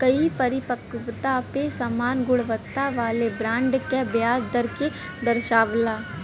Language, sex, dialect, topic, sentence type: Bhojpuri, female, Western, banking, statement